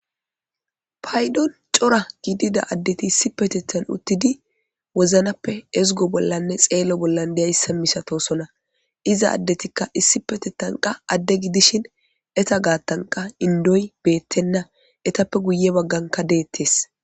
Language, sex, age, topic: Gamo, male, 25-35, government